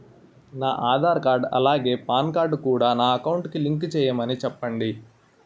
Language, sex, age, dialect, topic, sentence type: Telugu, male, 18-24, Utterandhra, banking, question